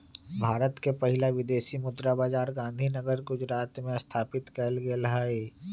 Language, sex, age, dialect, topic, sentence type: Magahi, male, 25-30, Western, banking, statement